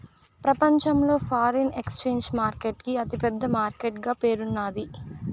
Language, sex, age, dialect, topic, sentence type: Telugu, female, 25-30, Southern, banking, statement